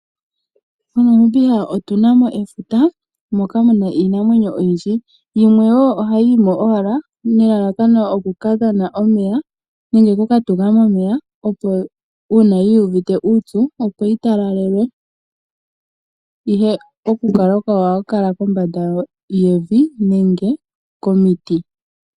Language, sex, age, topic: Oshiwambo, female, 18-24, agriculture